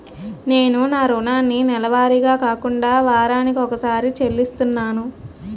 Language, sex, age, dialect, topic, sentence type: Telugu, female, 46-50, Utterandhra, banking, statement